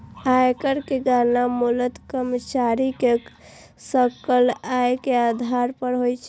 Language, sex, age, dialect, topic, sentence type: Maithili, female, 18-24, Eastern / Thethi, banking, statement